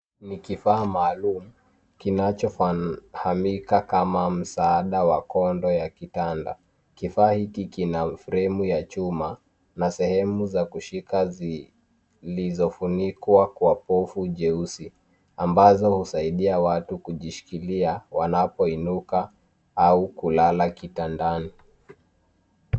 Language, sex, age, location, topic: Swahili, male, 18-24, Nairobi, health